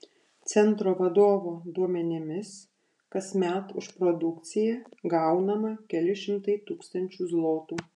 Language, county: Lithuanian, Panevėžys